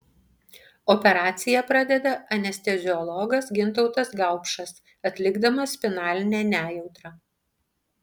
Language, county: Lithuanian, Panevėžys